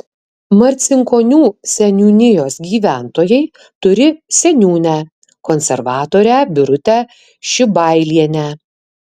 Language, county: Lithuanian, Kaunas